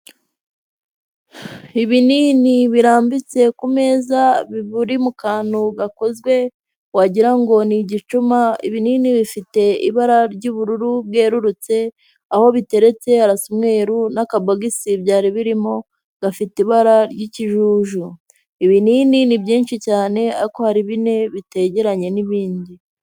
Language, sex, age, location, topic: Kinyarwanda, female, 25-35, Huye, health